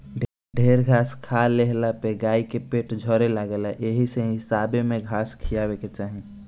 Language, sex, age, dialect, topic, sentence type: Bhojpuri, male, <18, Northern, agriculture, statement